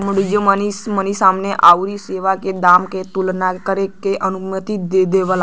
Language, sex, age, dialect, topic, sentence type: Bhojpuri, male, <18, Western, banking, statement